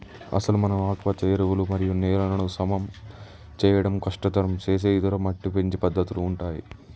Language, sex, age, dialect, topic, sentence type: Telugu, male, 18-24, Telangana, agriculture, statement